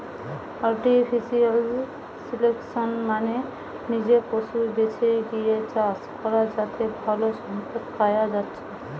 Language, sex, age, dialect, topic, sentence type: Bengali, female, 18-24, Western, agriculture, statement